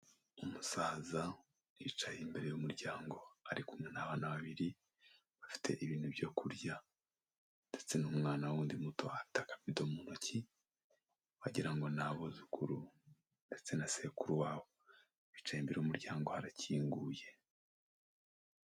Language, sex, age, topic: Kinyarwanda, male, 25-35, health